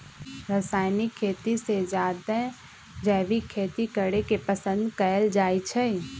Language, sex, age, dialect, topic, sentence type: Magahi, female, 25-30, Western, agriculture, statement